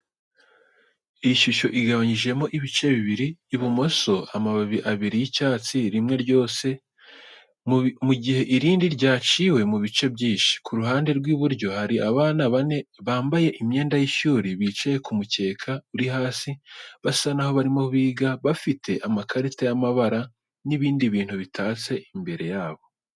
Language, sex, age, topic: Kinyarwanda, male, 18-24, education